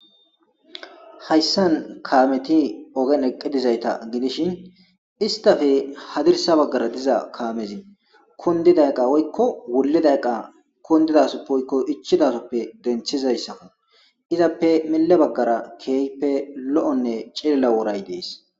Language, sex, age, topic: Gamo, male, 25-35, government